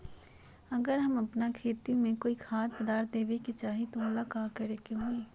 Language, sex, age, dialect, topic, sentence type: Magahi, female, 31-35, Western, agriculture, question